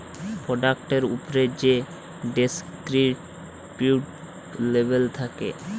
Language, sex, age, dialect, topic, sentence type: Bengali, male, 18-24, Jharkhandi, banking, statement